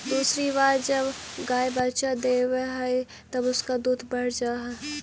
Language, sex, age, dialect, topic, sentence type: Magahi, female, 18-24, Central/Standard, agriculture, statement